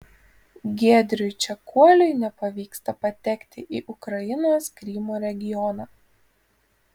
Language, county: Lithuanian, Panevėžys